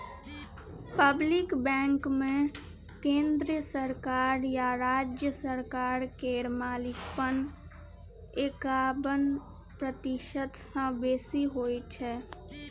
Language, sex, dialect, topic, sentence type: Maithili, female, Bajjika, banking, statement